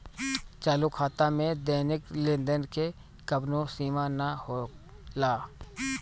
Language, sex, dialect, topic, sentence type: Bhojpuri, male, Northern, banking, statement